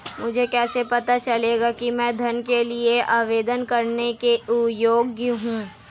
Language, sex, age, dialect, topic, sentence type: Hindi, female, 18-24, Hindustani Malvi Khadi Boli, banking, statement